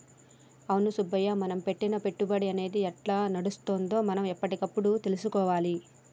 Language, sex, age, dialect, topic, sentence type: Telugu, female, 31-35, Telangana, banking, statement